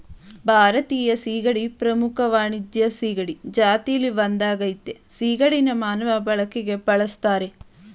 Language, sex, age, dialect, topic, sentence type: Kannada, female, 18-24, Mysore Kannada, agriculture, statement